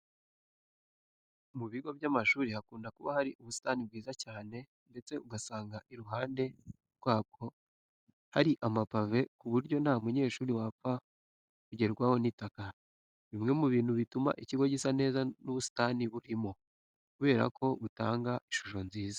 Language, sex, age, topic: Kinyarwanda, male, 18-24, education